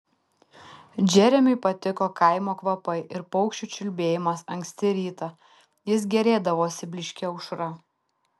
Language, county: Lithuanian, Tauragė